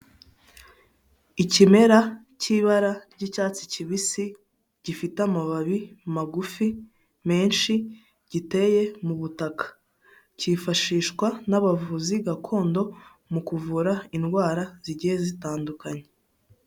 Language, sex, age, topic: Kinyarwanda, female, 18-24, health